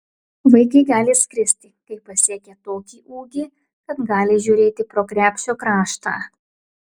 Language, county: Lithuanian, Klaipėda